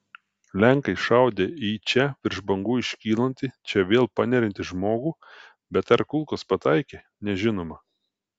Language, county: Lithuanian, Telšiai